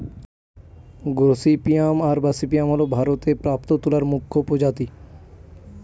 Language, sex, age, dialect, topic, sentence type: Bengali, male, 18-24, Northern/Varendri, agriculture, statement